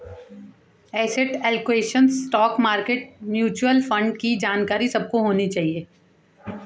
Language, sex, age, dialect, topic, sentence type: Hindi, male, 36-40, Hindustani Malvi Khadi Boli, banking, statement